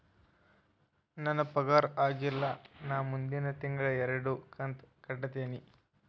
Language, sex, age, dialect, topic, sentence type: Kannada, male, 18-24, Dharwad Kannada, banking, question